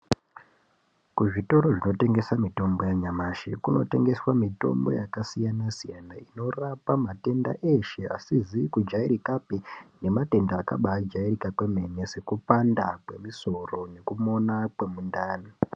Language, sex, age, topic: Ndau, male, 18-24, health